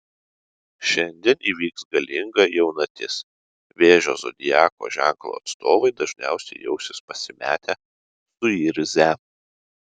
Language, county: Lithuanian, Utena